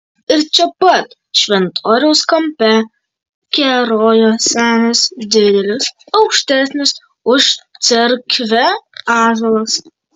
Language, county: Lithuanian, Kaunas